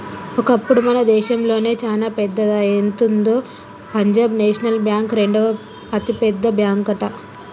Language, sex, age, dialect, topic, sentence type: Telugu, female, 25-30, Telangana, banking, statement